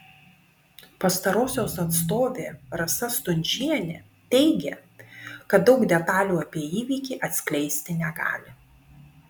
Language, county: Lithuanian, Vilnius